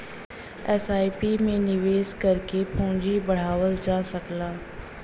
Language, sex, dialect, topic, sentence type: Bhojpuri, female, Western, banking, statement